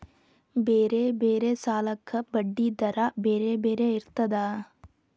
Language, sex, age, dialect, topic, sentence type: Kannada, female, 18-24, Dharwad Kannada, banking, question